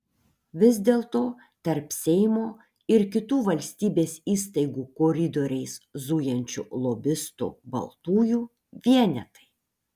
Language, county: Lithuanian, Panevėžys